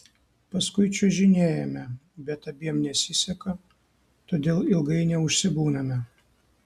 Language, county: Lithuanian, Kaunas